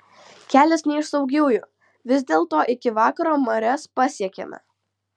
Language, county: Lithuanian, Vilnius